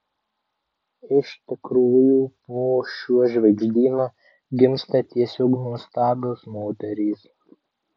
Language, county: Lithuanian, Vilnius